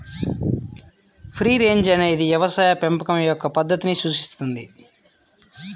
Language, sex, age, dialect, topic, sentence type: Telugu, male, 18-24, Central/Coastal, agriculture, statement